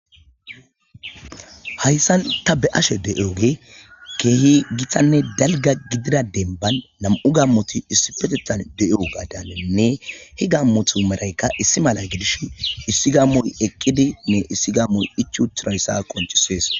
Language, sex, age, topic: Gamo, male, 25-35, agriculture